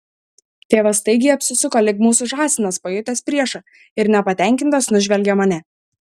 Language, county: Lithuanian, Šiauliai